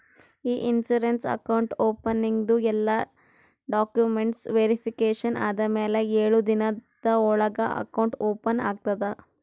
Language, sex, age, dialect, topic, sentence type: Kannada, female, 18-24, Northeastern, banking, statement